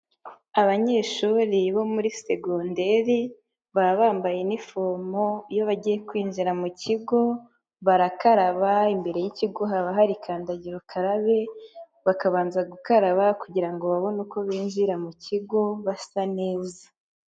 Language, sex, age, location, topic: Kinyarwanda, female, 18-24, Nyagatare, education